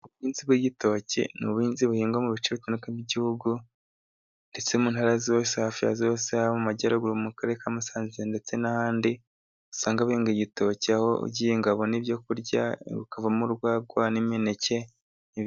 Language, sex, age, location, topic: Kinyarwanda, male, 18-24, Musanze, agriculture